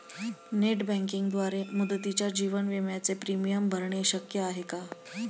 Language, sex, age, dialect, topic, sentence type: Marathi, female, 31-35, Standard Marathi, banking, statement